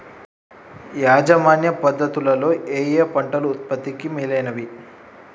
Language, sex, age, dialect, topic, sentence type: Telugu, male, 18-24, Telangana, agriculture, question